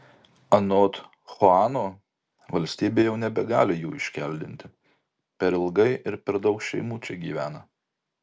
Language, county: Lithuanian, Marijampolė